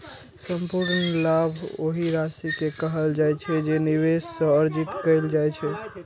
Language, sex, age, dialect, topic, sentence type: Maithili, male, 36-40, Eastern / Thethi, banking, statement